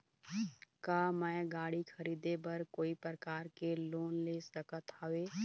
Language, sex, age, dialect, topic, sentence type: Chhattisgarhi, female, 31-35, Eastern, banking, question